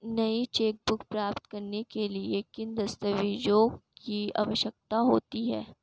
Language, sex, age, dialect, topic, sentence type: Hindi, female, 18-24, Marwari Dhudhari, banking, question